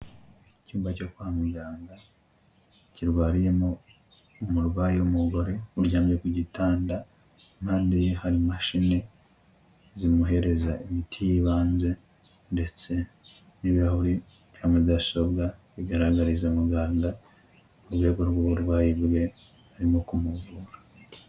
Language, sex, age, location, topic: Kinyarwanda, male, 25-35, Huye, health